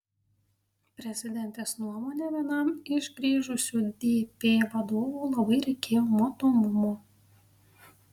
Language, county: Lithuanian, Panevėžys